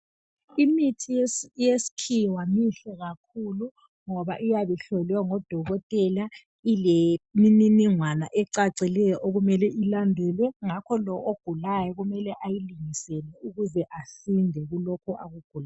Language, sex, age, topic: North Ndebele, male, 25-35, health